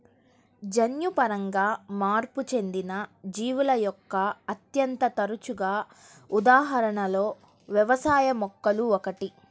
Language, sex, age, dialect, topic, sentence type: Telugu, male, 31-35, Central/Coastal, agriculture, statement